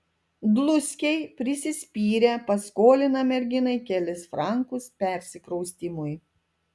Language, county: Lithuanian, Telšiai